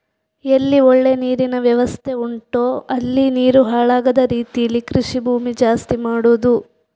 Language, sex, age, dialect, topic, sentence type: Kannada, female, 46-50, Coastal/Dakshin, agriculture, statement